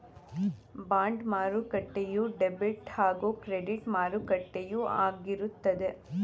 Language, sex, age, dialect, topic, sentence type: Kannada, female, 18-24, Mysore Kannada, banking, statement